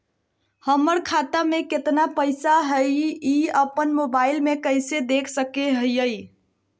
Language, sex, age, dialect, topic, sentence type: Magahi, female, 18-24, Southern, banking, question